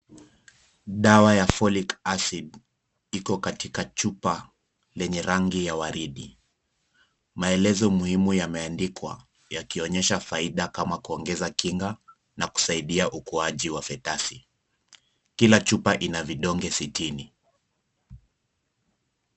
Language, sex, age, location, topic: Swahili, male, 25-35, Kisumu, health